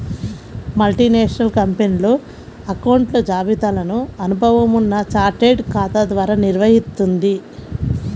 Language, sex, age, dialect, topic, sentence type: Telugu, female, 18-24, Central/Coastal, banking, statement